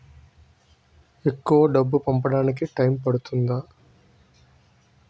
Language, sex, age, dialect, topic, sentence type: Telugu, male, 25-30, Utterandhra, banking, question